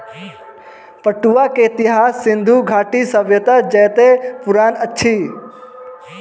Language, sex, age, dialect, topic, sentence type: Maithili, male, 18-24, Southern/Standard, agriculture, statement